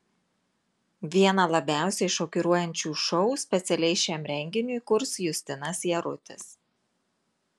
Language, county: Lithuanian, Marijampolė